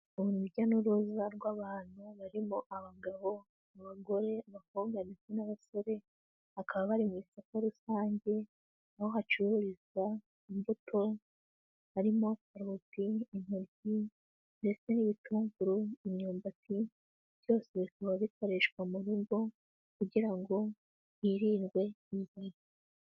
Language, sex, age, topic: Kinyarwanda, female, 18-24, agriculture